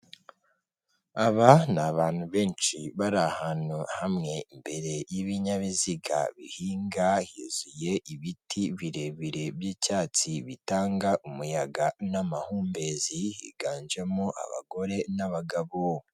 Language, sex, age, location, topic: Kinyarwanda, male, 25-35, Kigali, health